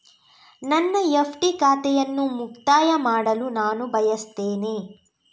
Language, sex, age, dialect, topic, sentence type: Kannada, female, 18-24, Coastal/Dakshin, banking, statement